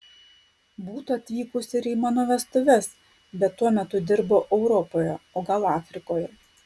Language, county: Lithuanian, Klaipėda